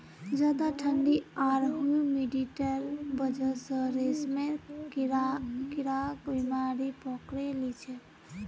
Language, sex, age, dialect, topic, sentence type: Magahi, female, 18-24, Northeastern/Surjapuri, agriculture, statement